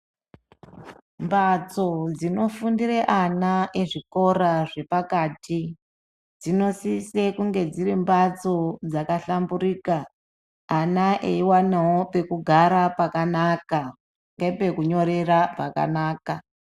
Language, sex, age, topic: Ndau, male, 25-35, education